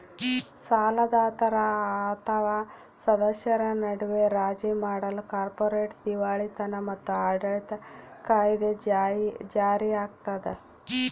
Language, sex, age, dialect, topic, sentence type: Kannada, female, 36-40, Central, banking, statement